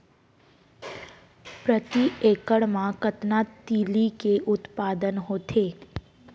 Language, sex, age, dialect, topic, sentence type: Chhattisgarhi, female, 18-24, Central, agriculture, question